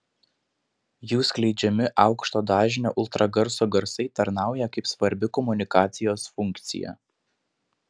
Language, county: Lithuanian, Panevėžys